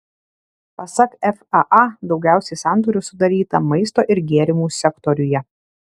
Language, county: Lithuanian, Alytus